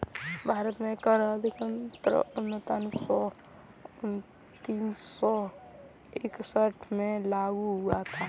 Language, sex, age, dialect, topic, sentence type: Hindi, female, 18-24, Kanauji Braj Bhasha, banking, statement